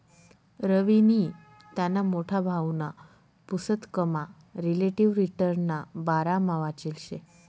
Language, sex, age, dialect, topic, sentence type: Marathi, female, 18-24, Northern Konkan, banking, statement